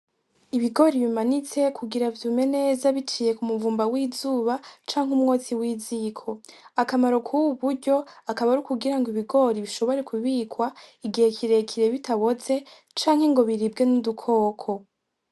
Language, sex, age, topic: Rundi, female, 18-24, agriculture